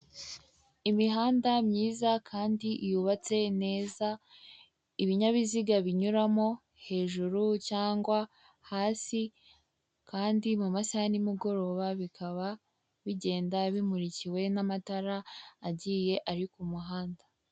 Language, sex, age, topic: Kinyarwanda, female, 18-24, government